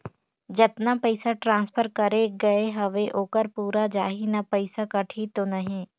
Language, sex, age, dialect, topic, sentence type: Chhattisgarhi, female, 18-24, Northern/Bhandar, banking, question